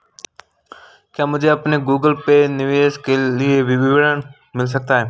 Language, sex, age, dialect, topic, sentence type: Hindi, male, 18-24, Marwari Dhudhari, banking, question